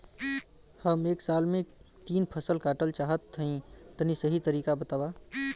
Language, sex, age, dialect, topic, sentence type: Bhojpuri, male, 31-35, Western, agriculture, question